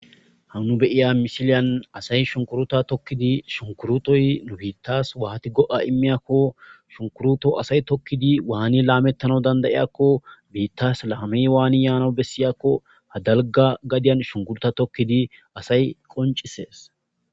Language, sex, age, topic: Gamo, male, 25-35, agriculture